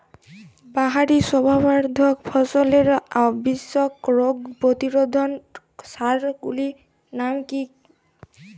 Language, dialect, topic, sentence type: Bengali, Jharkhandi, agriculture, question